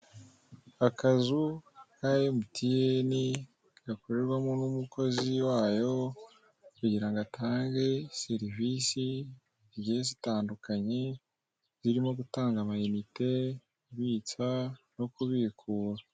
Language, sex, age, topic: Kinyarwanda, male, 18-24, finance